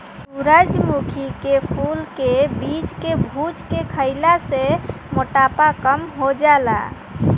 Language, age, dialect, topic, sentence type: Bhojpuri, 18-24, Southern / Standard, agriculture, statement